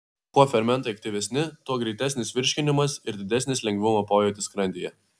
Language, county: Lithuanian, Vilnius